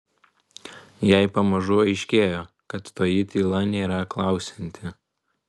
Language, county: Lithuanian, Vilnius